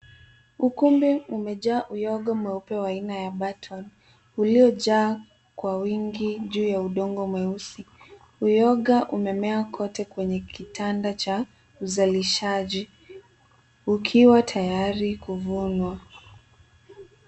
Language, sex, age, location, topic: Swahili, female, 18-24, Nairobi, agriculture